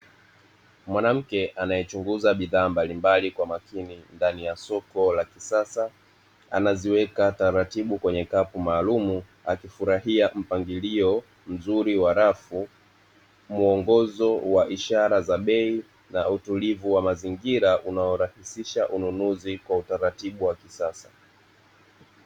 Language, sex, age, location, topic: Swahili, male, 18-24, Dar es Salaam, finance